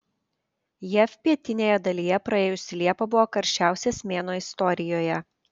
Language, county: Lithuanian, Panevėžys